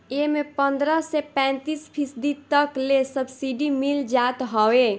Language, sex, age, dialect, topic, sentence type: Bhojpuri, female, 18-24, Northern, banking, statement